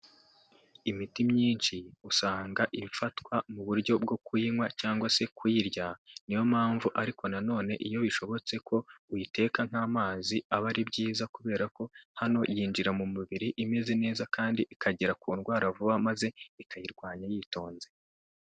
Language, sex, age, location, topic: Kinyarwanda, male, 18-24, Kigali, health